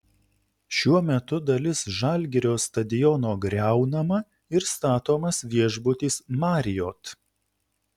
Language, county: Lithuanian, Utena